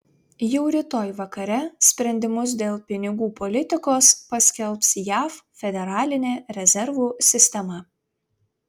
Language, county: Lithuanian, Vilnius